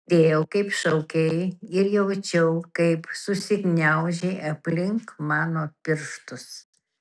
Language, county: Lithuanian, Kaunas